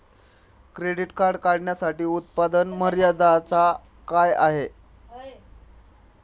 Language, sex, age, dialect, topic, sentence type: Marathi, male, 25-30, Standard Marathi, banking, question